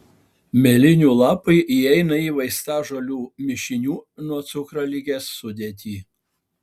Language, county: Lithuanian, Alytus